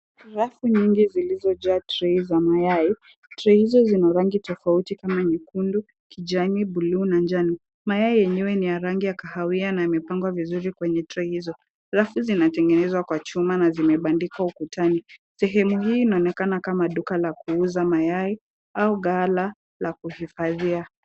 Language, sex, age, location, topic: Swahili, female, 18-24, Kisumu, finance